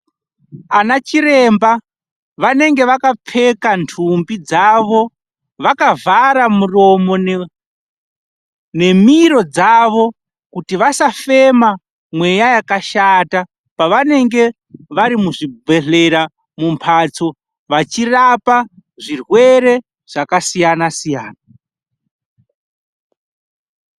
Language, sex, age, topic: Ndau, male, 25-35, health